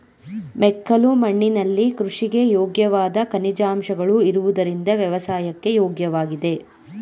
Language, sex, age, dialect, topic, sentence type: Kannada, female, 25-30, Mysore Kannada, agriculture, statement